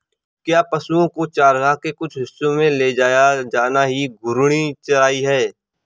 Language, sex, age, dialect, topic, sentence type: Hindi, male, 25-30, Awadhi Bundeli, agriculture, statement